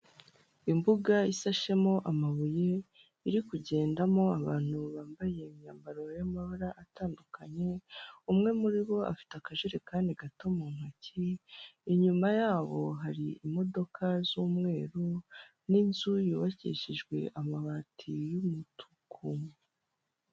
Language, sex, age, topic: Kinyarwanda, male, 25-35, government